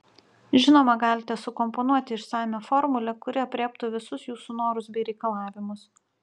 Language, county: Lithuanian, Utena